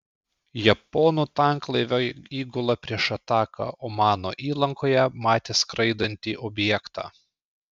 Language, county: Lithuanian, Klaipėda